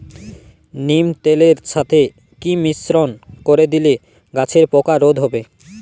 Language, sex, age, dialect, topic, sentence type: Bengali, male, 18-24, Jharkhandi, agriculture, question